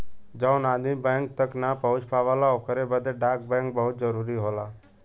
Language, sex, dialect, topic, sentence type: Bhojpuri, male, Western, banking, statement